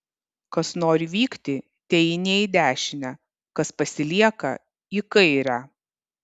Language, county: Lithuanian, Kaunas